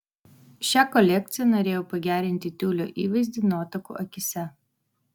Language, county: Lithuanian, Vilnius